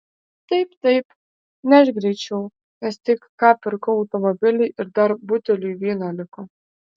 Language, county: Lithuanian, Vilnius